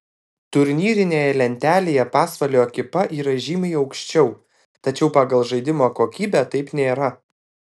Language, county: Lithuanian, Alytus